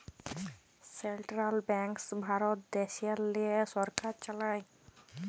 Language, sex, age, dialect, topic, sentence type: Bengali, female, 18-24, Jharkhandi, banking, statement